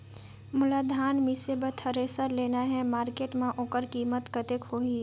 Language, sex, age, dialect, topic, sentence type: Chhattisgarhi, female, 18-24, Northern/Bhandar, agriculture, question